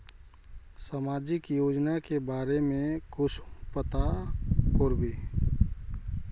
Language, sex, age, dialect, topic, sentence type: Magahi, male, 31-35, Northeastern/Surjapuri, banking, question